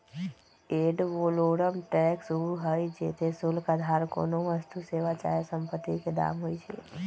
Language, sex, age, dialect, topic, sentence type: Magahi, female, 18-24, Western, banking, statement